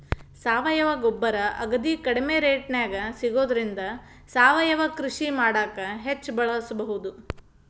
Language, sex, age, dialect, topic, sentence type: Kannada, female, 31-35, Dharwad Kannada, agriculture, statement